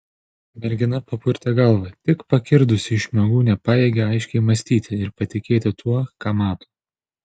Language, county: Lithuanian, Panevėžys